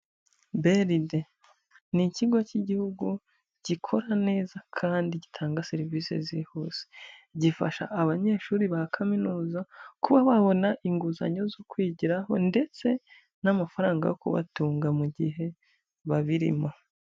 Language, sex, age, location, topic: Kinyarwanda, female, 25-35, Huye, finance